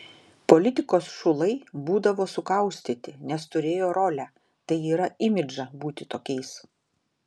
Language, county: Lithuanian, Klaipėda